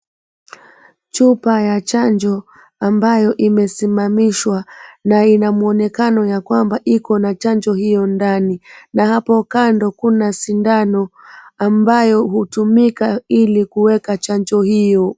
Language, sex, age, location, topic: Swahili, female, 25-35, Mombasa, health